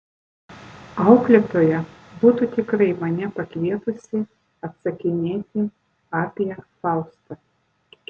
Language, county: Lithuanian, Vilnius